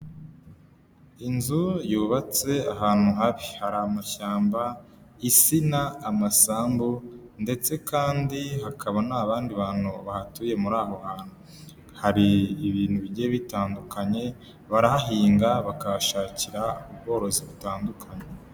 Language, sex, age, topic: Kinyarwanda, male, 18-24, agriculture